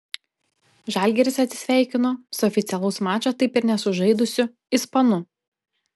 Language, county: Lithuanian, Panevėžys